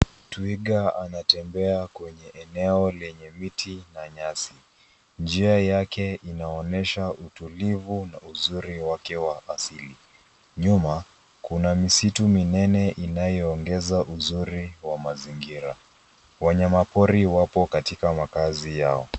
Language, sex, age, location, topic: Swahili, male, 25-35, Nairobi, government